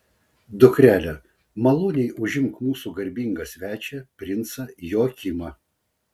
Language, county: Lithuanian, Vilnius